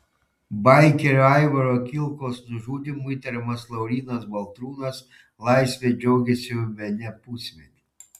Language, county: Lithuanian, Panevėžys